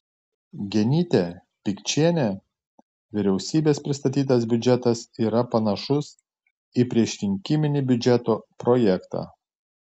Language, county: Lithuanian, Tauragė